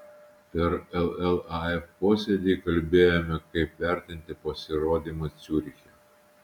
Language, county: Lithuanian, Utena